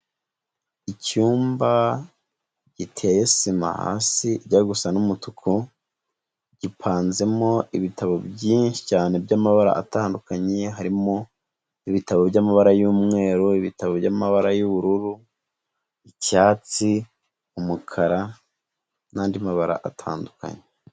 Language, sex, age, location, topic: Kinyarwanda, female, 25-35, Huye, education